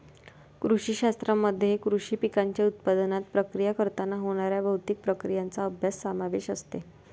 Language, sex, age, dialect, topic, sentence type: Marathi, female, 18-24, Varhadi, agriculture, statement